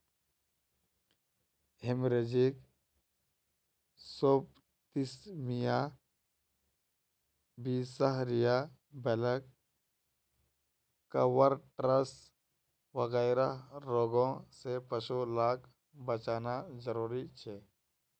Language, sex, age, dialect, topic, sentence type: Magahi, male, 18-24, Northeastern/Surjapuri, agriculture, statement